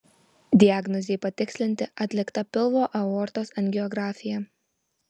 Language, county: Lithuanian, Vilnius